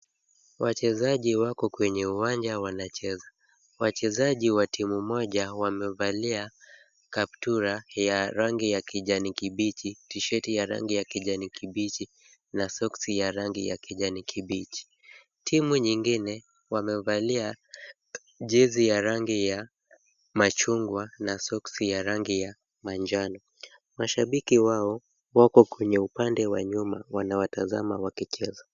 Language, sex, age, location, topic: Swahili, male, 25-35, Kisumu, government